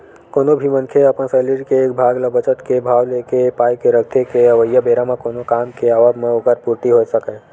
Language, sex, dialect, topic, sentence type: Chhattisgarhi, male, Western/Budati/Khatahi, banking, statement